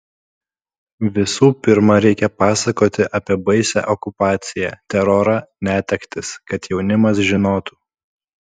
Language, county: Lithuanian, Kaunas